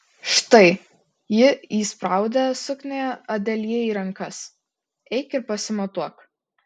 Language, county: Lithuanian, Kaunas